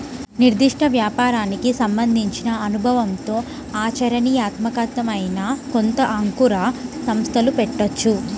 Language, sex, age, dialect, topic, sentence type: Telugu, female, 18-24, Central/Coastal, banking, statement